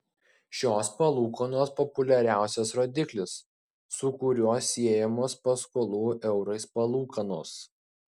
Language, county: Lithuanian, Klaipėda